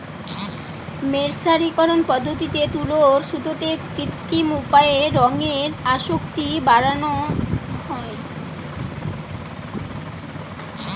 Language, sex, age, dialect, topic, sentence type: Bengali, female, 18-24, Western, agriculture, statement